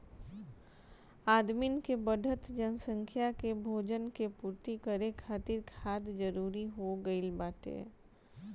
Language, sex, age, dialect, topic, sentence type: Bhojpuri, female, 41-45, Northern, agriculture, statement